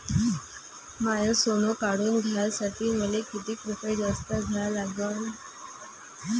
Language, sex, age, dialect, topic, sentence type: Marathi, female, 25-30, Varhadi, banking, question